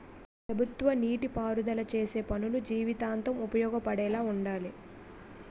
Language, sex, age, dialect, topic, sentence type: Telugu, female, 18-24, Utterandhra, agriculture, statement